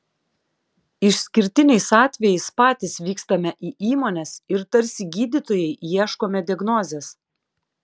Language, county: Lithuanian, Klaipėda